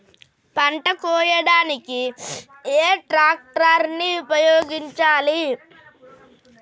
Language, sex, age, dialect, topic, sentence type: Telugu, female, 31-35, Telangana, agriculture, question